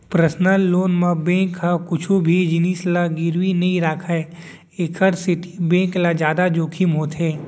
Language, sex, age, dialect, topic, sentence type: Chhattisgarhi, male, 18-24, Central, banking, statement